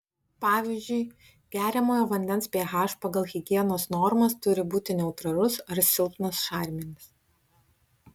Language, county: Lithuanian, Vilnius